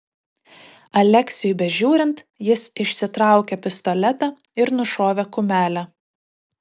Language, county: Lithuanian, Kaunas